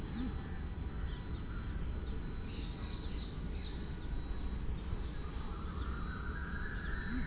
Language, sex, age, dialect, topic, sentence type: Kannada, female, 36-40, Mysore Kannada, agriculture, statement